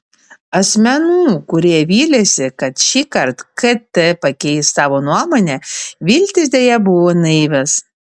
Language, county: Lithuanian, Panevėžys